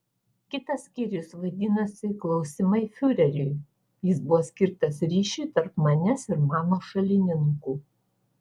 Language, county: Lithuanian, Vilnius